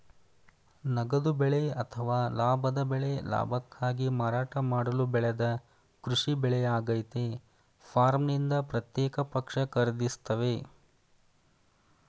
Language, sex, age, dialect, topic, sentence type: Kannada, male, 31-35, Mysore Kannada, agriculture, statement